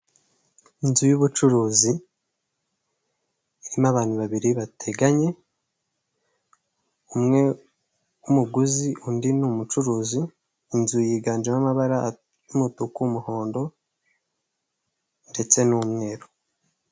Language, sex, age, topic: Kinyarwanda, male, 18-24, finance